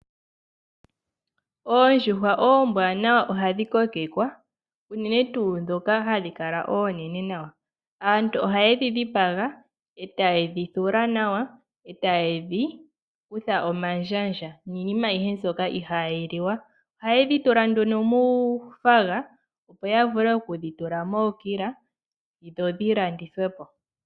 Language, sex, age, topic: Oshiwambo, female, 18-24, agriculture